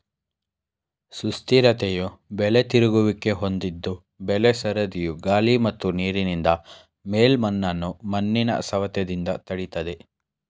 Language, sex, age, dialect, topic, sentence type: Kannada, male, 18-24, Mysore Kannada, agriculture, statement